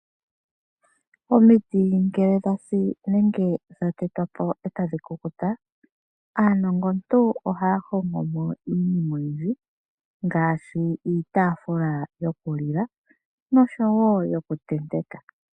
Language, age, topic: Oshiwambo, 25-35, finance